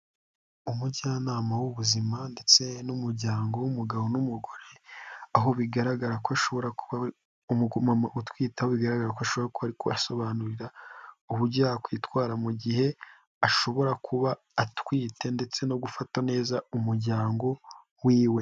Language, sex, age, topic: Kinyarwanda, male, 18-24, health